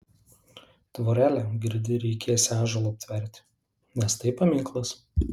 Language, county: Lithuanian, Alytus